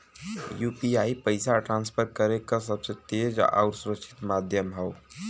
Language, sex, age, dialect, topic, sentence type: Bhojpuri, male, <18, Western, banking, statement